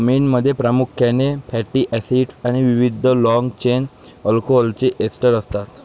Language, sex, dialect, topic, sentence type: Marathi, male, Varhadi, agriculture, statement